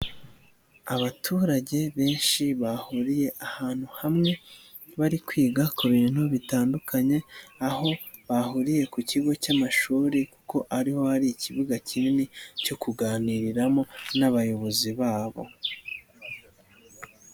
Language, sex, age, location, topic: Kinyarwanda, male, 25-35, Nyagatare, government